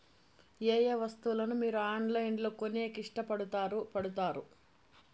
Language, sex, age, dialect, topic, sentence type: Telugu, female, 31-35, Southern, agriculture, question